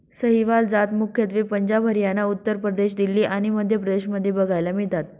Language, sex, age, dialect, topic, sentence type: Marathi, female, 56-60, Northern Konkan, agriculture, statement